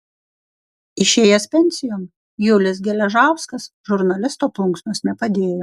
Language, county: Lithuanian, Kaunas